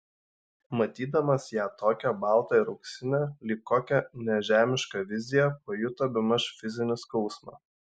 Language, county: Lithuanian, Šiauliai